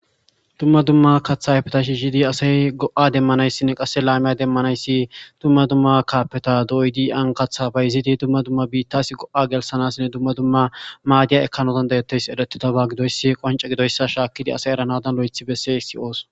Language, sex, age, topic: Gamo, male, 25-35, government